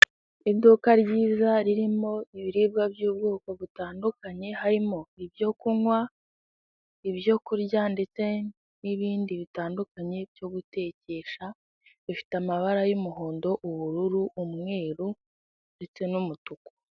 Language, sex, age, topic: Kinyarwanda, female, 18-24, finance